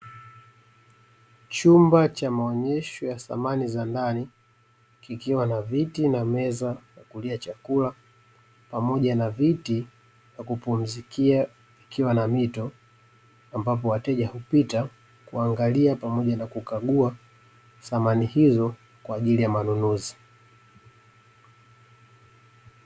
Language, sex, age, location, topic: Swahili, male, 25-35, Dar es Salaam, finance